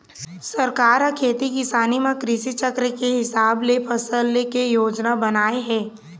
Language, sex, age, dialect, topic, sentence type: Chhattisgarhi, female, 18-24, Eastern, agriculture, statement